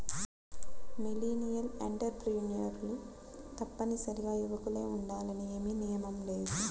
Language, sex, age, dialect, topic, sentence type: Telugu, female, 25-30, Central/Coastal, banking, statement